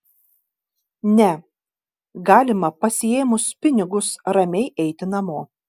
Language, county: Lithuanian, Kaunas